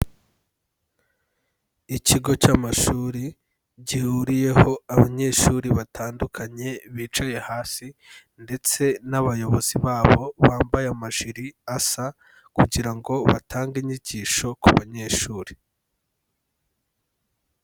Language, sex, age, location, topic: Kinyarwanda, male, 18-24, Kigali, education